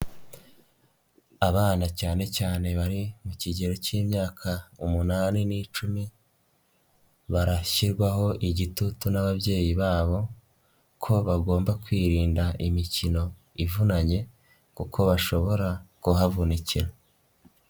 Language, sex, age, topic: Kinyarwanda, male, 18-24, government